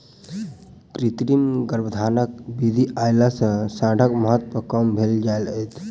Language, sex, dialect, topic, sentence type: Maithili, male, Southern/Standard, agriculture, statement